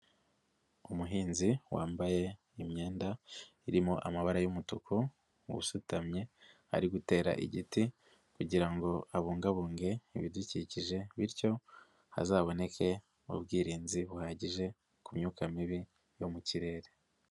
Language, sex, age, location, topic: Kinyarwanda, female, 50+, Nyagatare, agriculture